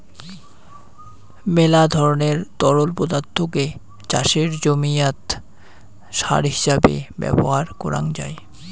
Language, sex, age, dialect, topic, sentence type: Bengali, male, 60-100, Rajbangshi, agriculture, statement